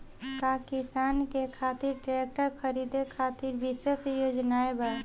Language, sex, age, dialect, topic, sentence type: Bhojpuri, female, 18-24, Northern, agriculture, statement